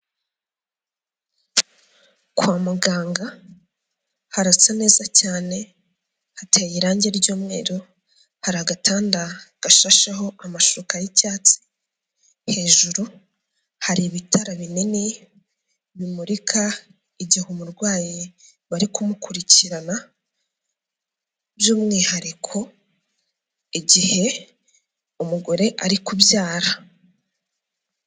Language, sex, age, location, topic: Kinyarwanda, female, 25-35, Huye, health